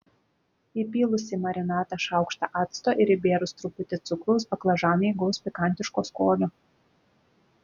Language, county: Lithuanian, Klaipėda